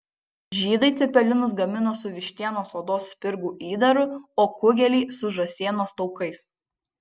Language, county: Lithuanian, Kaunas